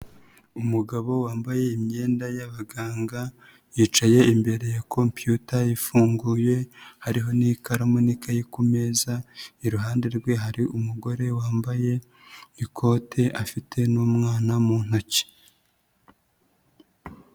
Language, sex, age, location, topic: Kinyarwanda, female, 25-35, Nyagatare, health